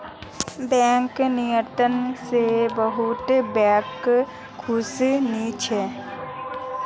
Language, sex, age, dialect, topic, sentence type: Magahi, female, 25-30, Northeastern/Surjapuri, banking, statement